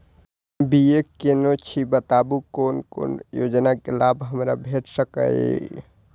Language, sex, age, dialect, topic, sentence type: Maithili, male, 18-24, Eastern / Thethi, banking, question